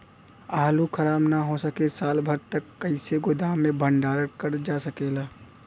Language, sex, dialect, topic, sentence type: Bhojpuri, male, Western, agriculture, question